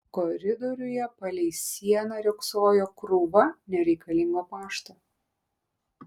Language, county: Lithuanian, Klaipėda